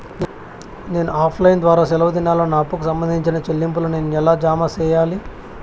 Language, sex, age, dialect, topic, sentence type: Telugu, male, 25-30, Southern, banking, question